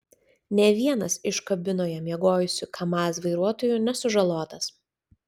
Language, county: Lithuanian, Vilnius